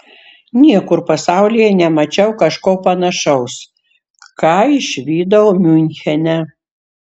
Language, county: Lithuanian, Šiauliai